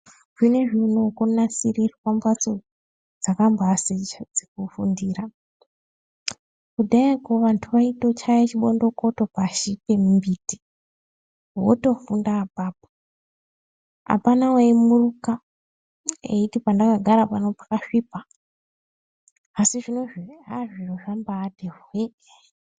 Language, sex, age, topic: Ndau, female, 25-35, education